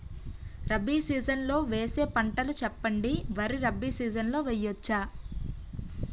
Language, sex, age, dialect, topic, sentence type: Telugu, female, 18-24, Utterandhra, agriculture, question